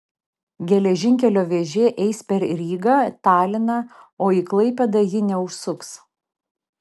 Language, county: Lithuanian, Vilnius